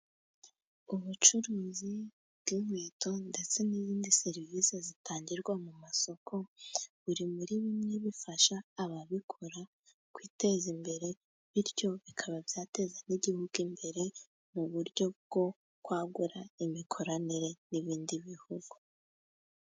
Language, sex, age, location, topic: Kinyarwanda, female, 18-24, Musanze, finance